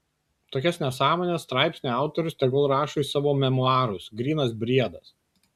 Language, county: Lithuanian, Kaunas